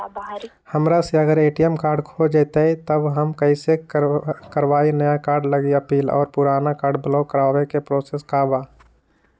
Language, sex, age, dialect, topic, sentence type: Magahi, male, 18-24, Western, banking, question